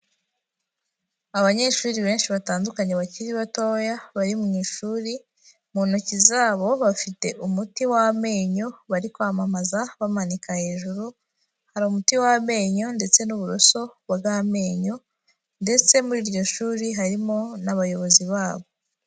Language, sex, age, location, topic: Kinyarwanda, female, 18-24, Kigali, health